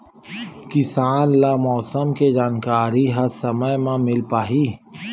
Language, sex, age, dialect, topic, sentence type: Chhattisgarhi, male, 31-35, Western/Budati/Khatahi, agriculture, question